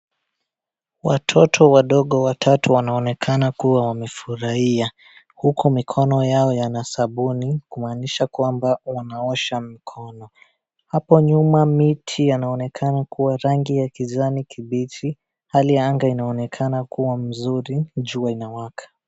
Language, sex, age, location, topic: Swahili, male, 18-24, Wajir, health